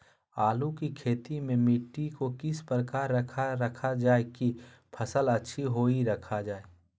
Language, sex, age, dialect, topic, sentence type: Magahi, male, 18-24, Southern, agriculture, question